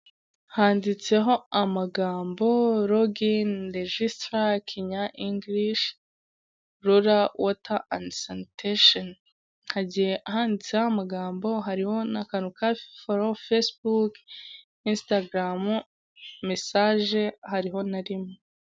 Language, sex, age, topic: Kinyarwanda, female, 18-24, government